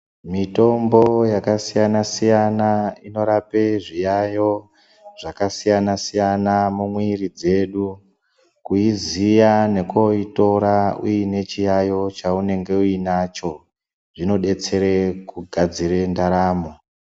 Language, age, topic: Ndau, 50+, health